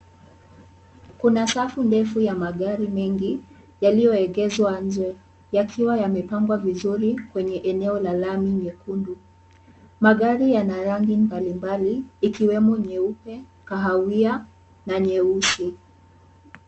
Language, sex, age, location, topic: Swahili, male, 18-24, Kisumu, finance